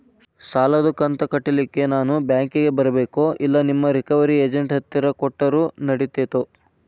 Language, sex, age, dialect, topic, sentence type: Kannada, male, 18-24, Dharwad Kannada, banking, question